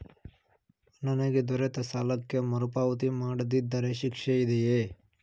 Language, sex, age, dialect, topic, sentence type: Kannada, male, 18-24, Mysore Kannada, banking, question